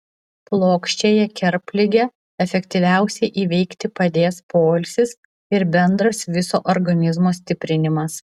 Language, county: Lithuanian, Vilnius